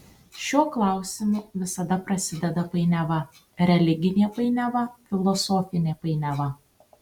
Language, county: Lithuanian, Tauragė